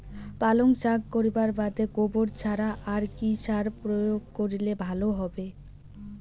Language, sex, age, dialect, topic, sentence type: Bengali, female, 18-24, Rajbangshi, agriculture, question